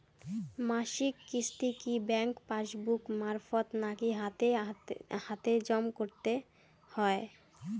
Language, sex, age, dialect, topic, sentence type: Bengali, female, 18-24, Rajbangshi, banking, question